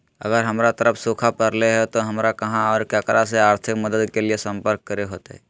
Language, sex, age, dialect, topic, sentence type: Magahi, male, 25-30, Southern, agriculture, question